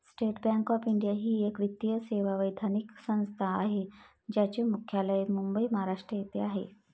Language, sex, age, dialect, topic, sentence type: Marathi, female, 51-55, Varhadi, banking, statement